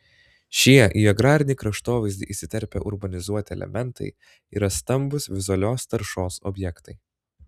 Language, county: Lithuanian, Klaipėda